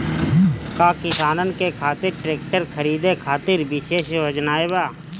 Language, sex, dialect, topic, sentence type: Bhojpuri, male, Northern, agriculture, statement